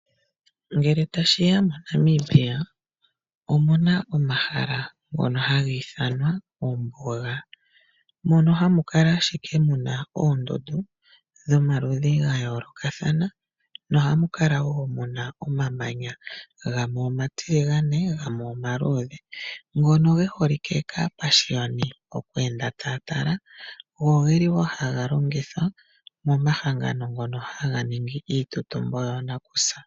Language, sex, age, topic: Oshiwambo, female, 25-35, agriculture